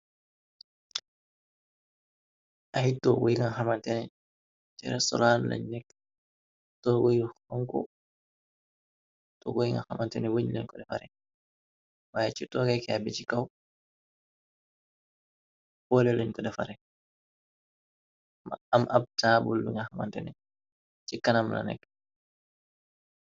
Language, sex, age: Wolof, male, 18-24